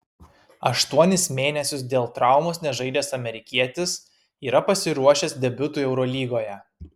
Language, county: Lithuanian, Kaunas